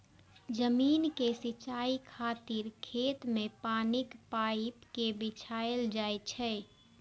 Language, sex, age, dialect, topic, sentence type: Maithili, female, 18-24, Eastern / Thethi, agriculture, statement